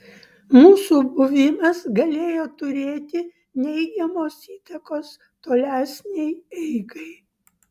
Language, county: Lithuanian, Vilnius